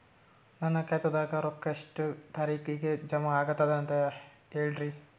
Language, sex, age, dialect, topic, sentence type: Kannada, male, 18-24, Northeastern, banking, question